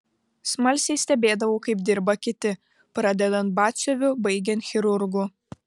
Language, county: Lithuanian, Vilnius